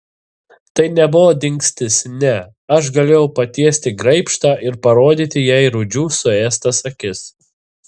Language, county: Lithuanian, Telšiai